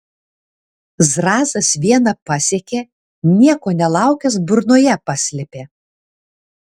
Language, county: Lithuanian, Alytus